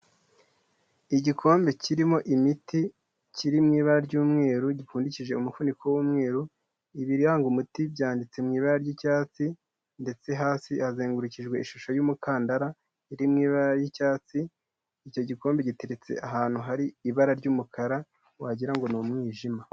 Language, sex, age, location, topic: Kinyarwanda, male, 18-24, Kigali, health